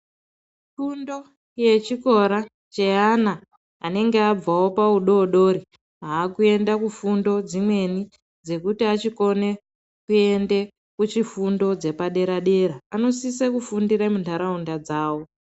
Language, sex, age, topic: Ndau, female, 18-24, education